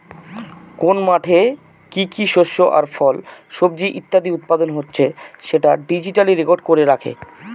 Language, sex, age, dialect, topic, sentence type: Bengali, male, 25-30, Northern/Varendri, agriculture, statement